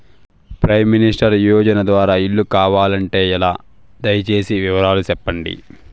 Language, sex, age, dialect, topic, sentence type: Telugu, male, 18-24, Southern, banking, question